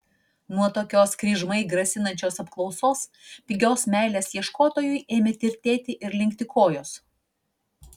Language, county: Lithuanian, Vilnius